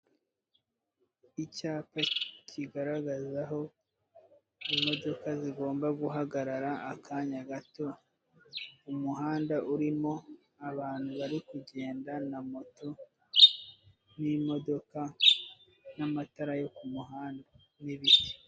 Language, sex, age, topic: Kinyarwanda, male, 25-35, government